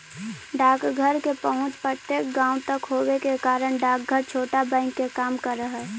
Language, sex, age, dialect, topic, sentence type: Magahi, female, 18-24, Central/Standard, banking, statement